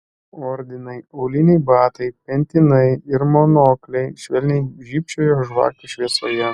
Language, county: Lithuanian, Klaipėda